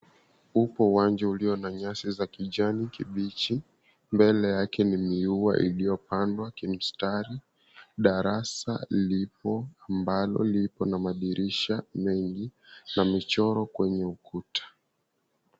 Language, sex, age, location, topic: Swahili, male, 18-24, Mombasa, education